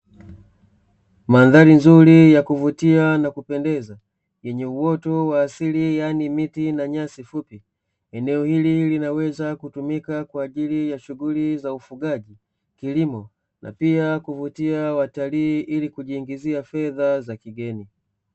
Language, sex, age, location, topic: Swahili, male, 25-35, Dar es Salaam, agriculture